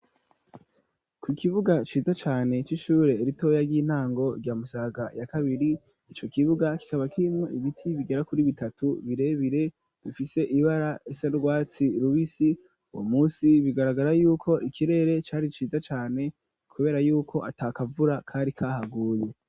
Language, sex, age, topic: Rundi, female, 18-24, education